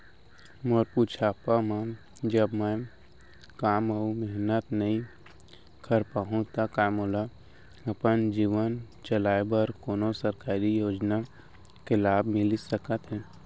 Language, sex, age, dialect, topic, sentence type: Chhattisgarhi, male, 18-24, Central, banking, question